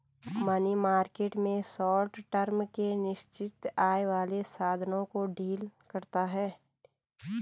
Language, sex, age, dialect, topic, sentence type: Hindi, female, 25-30, Garhwali, banking, statement